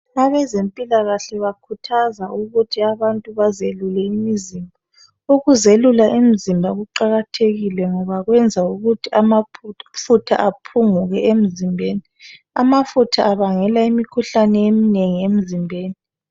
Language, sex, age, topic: North Ndebele, female, 36-49, health